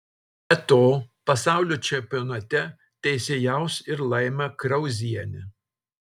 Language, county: Lithuanian, Telšiai